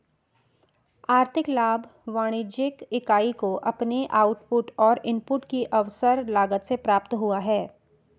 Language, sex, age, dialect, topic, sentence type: Hindi, female, 31-35, Marwari Dhudhari, banking, statement